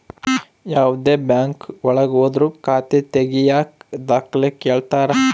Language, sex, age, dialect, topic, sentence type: Kannada, male, 25-30, Central, banking, statement